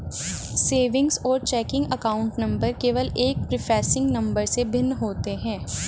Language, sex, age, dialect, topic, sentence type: Hindi, female, 25-30, Hindustani Malvi Khadi Boli, banking, statement